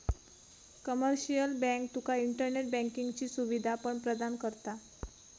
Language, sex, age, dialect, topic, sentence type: Marathi, female, 18-24, Southern Konkan, banking, statement